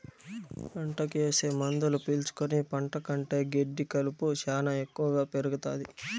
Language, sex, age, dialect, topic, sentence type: Telugu, male, 18-24, Southern, agriculture, statement